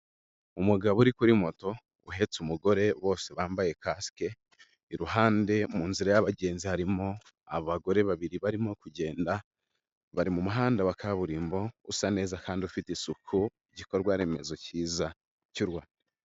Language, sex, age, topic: Kinyarwanda, male, 18-24, finance